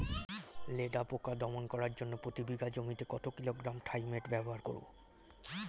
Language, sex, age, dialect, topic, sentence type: Bengali, male, 18-24, Standard Colloquial, agriculture, question